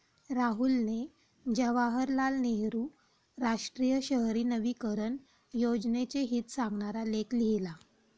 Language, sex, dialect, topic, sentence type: Marathi, female, Standard Marathi, banking, statement